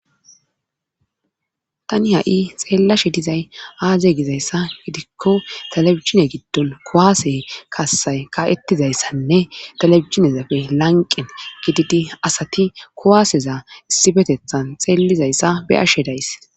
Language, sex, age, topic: Gamo, female, 25-35, government